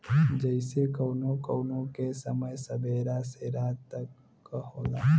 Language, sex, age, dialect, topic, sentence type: Bhojpuri, female, 18-24, Western, banking, statement